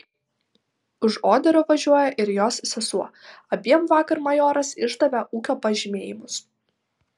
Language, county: Lithuanian, Vilnius